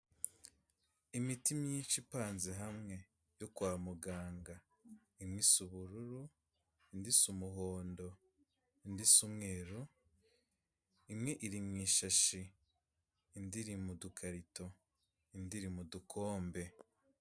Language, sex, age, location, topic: Kinyarwanda, male, 25-35, Kigali, health